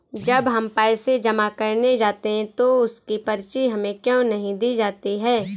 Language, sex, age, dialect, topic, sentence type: Hindi, female, 25-30, Awadhi Bundeli, banking, question